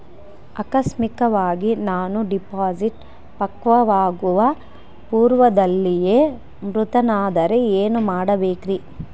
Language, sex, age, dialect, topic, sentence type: Kannada, female, 31-35, Central, banking, question